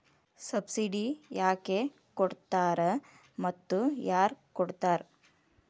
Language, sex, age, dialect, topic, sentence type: Kannada, female, 31-35, Dharwad Kannada, agriculture, question